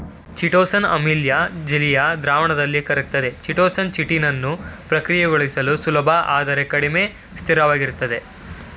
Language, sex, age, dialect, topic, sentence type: Kannada, male, 31-35, Mysore Kannada, agriculture, statement